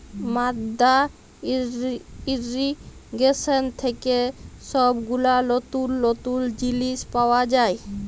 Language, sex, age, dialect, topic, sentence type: Bengali, female, 25-30, Jharkhandi, agriculture, statement